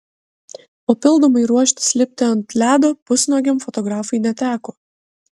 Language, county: Lithuanian, Kaunas